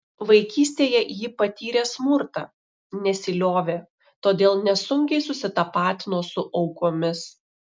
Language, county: Lithuanian, Šiauliai